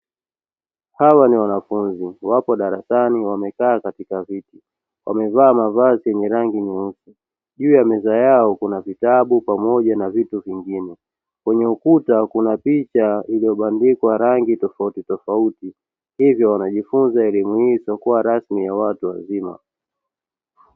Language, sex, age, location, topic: Swahili, male, 25-35, Dar es Salaam, education